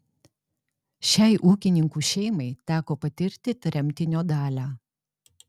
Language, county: Lithuanian, Alytus